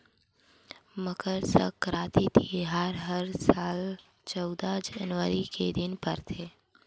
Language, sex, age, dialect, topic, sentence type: Chhattisgarhi, female, 18-24, Western/Budati/Khatahi, agriculture, statement